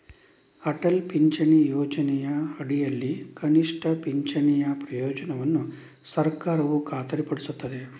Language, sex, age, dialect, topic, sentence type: Kannada, male, 31-35, Coastal/Dakshin, banking, statement